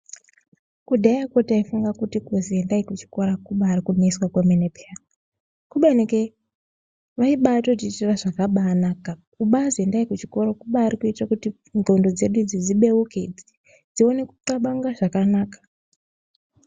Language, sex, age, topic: Ndau, female, 25-35, education